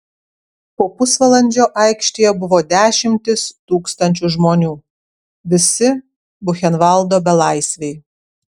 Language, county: Lithuanian, Kaunas